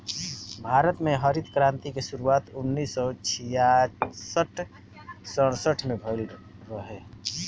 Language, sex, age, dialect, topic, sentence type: Bhojpuri, male, 60-100, Northern, agriculture, statement